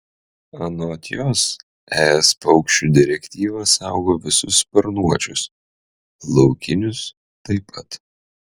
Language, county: Lithuanian, Utena